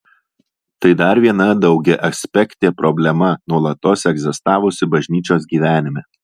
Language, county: Lithuanian, Alytus